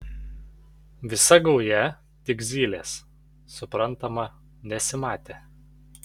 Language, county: Lithuanian, Panevėžys